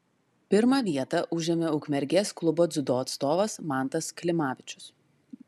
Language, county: Lithuanian, Klaipėda